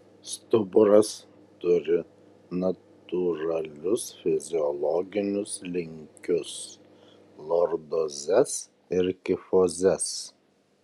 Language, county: Lithuanian, Kaunas